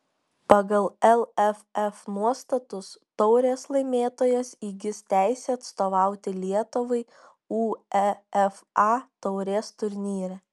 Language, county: Lithuanian, Šiauliai